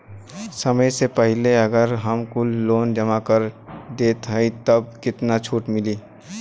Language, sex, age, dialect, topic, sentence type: Bhojpuri, male, 18-24, Western, banking, question